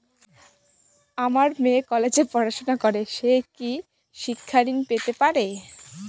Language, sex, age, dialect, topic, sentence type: Bengali, female, 18-24, Northern/Varendri, banking, question